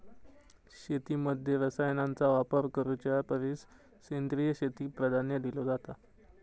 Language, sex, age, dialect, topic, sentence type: Marathi, male, 25-30, Southern Konkan, agriculture, statement